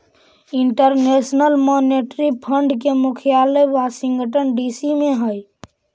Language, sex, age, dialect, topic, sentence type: Magahi, male, 18-24, Central/Standard, agriculture, statement